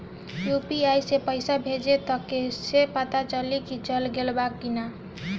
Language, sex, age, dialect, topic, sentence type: Bhojpuri, female, 25-30, Northern, banking, question